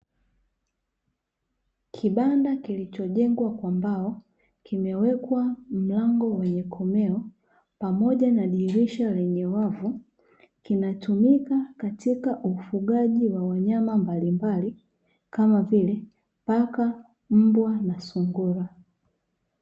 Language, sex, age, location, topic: Swahili, female, 25-35, Dar es Salaam, agriculture